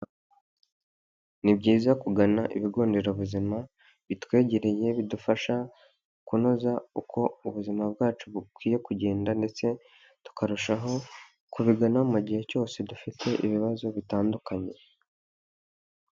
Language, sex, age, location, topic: Kinyarwanda, male, 25-35, Huye, health